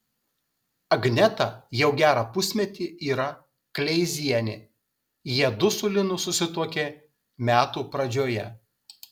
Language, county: Lithuanian, Kaunas